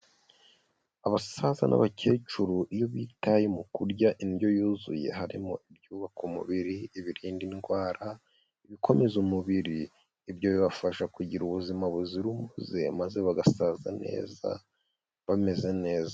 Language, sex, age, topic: Kinyarwanda, female, 18-24, health